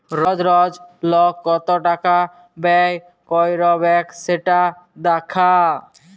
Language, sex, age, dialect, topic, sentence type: Bengali, male, 18-24, Jharkhandi, banking, statement